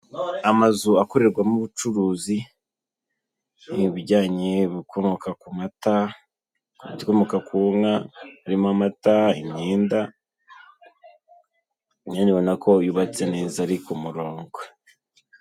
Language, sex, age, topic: Kinyarwanda, male, 18-24, government